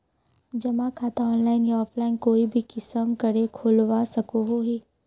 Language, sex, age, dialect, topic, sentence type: Magahi, female, 25-30, Northeastern/Surjapuri, banking, question